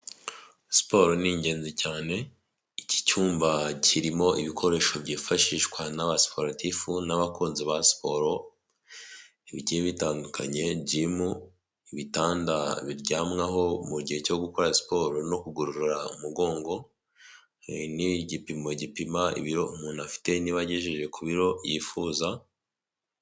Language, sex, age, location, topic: Kinyarwanda, male, 18-24, Huye, health